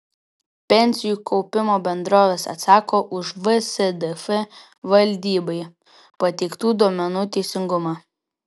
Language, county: Lithuanian, Vilnius